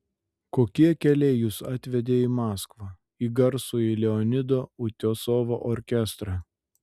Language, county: Lithuanian, Šiauliai